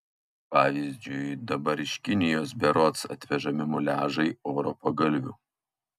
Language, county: Lithuanian, Kaunas